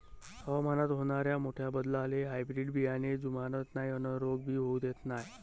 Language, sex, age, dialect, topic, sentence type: Marathi, male, 31-35, Varhadi, agriculture, statement